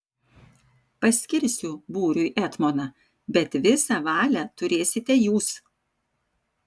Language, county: Lithuanian, Vilnius